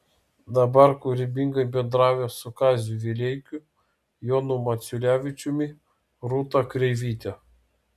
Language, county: Lithuanian, Vilnius